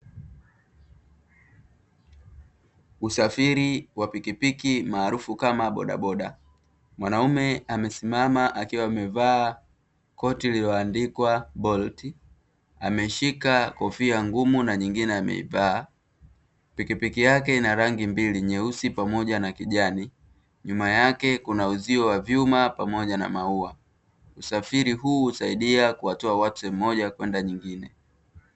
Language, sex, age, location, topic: Swahili, male, 36-49, Dar es Salaam, government